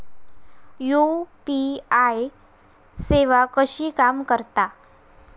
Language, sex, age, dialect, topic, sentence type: Marathi, female, 18-24, Southern Konkan, banking, question